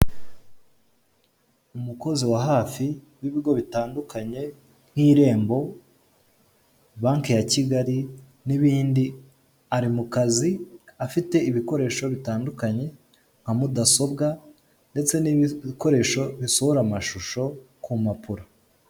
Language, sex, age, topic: Kinyarwanda, male, 18-24, government